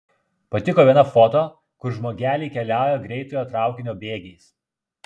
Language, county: Lithuanian, Klaipėda